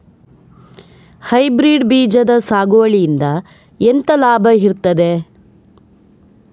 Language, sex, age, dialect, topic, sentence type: Kannada, female, 18-24, Coastal/Dakshin, agriculture, question